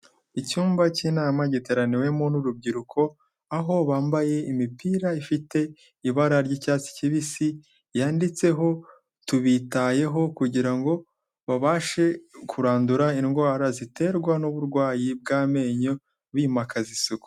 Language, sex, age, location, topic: Kinyarwanda, male, 18-24, Kigali, health